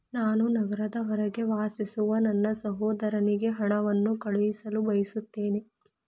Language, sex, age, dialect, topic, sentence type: Kannada, female, 41-45, Dharwad Kannada, banking, statement